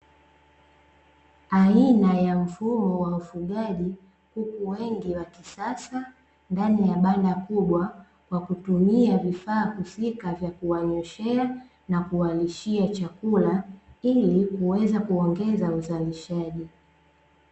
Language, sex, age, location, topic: Swahili, female, 25-35, Dar es Salaam, agriculture